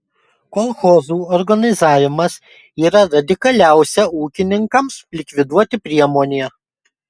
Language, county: Lithuanian, Kaunas